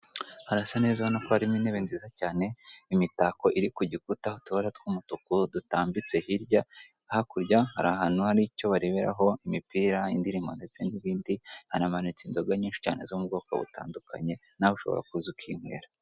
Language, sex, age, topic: Kinyarwanda, female, 25-35, finance